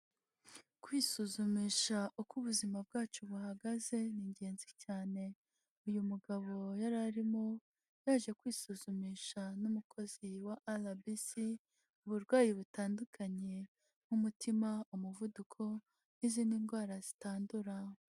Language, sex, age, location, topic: Kinyarwanda, female, 18-24, Huye, health